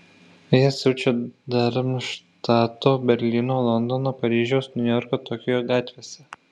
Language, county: Lithuanian, Šiauliai